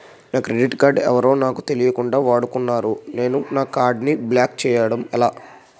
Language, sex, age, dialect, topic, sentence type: Telugu, male, 51-55, Utterandhra, banking, question